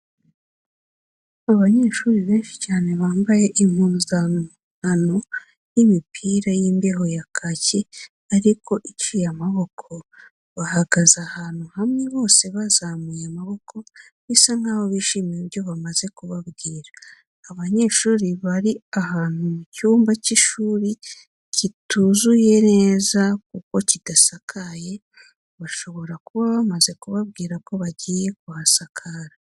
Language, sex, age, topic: Kinyarwanda, female, 36-49, education